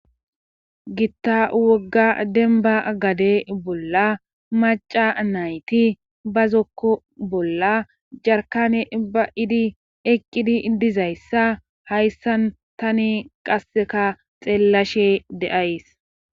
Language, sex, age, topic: Gamo, female, 25-35, government